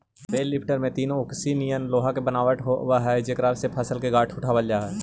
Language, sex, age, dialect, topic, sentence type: Magahi, female, 18-24, Central/Standard, banking, statement